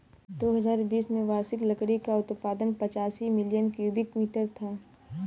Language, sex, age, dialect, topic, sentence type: Hindi, female, 18-24, Awadhi Bundeli, agriculture, statement